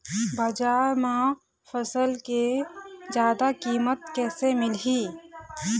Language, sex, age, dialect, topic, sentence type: Chhattisgarhi, female, 31-35, Eastern, agriculture, question